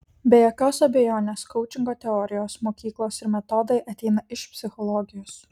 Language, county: Lithuanian, Kaunas